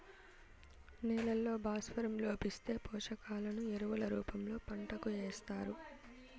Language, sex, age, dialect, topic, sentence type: Telugu, female, 18-24, Southern, agriculture, statement